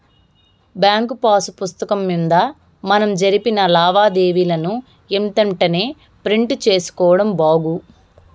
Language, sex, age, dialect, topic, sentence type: Telugu, female, 18-24, Southern, banking, statement